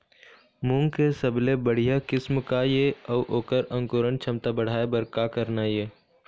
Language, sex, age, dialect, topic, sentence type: Chhattisgarhi, male, 18-24, Eastern, agriculture, question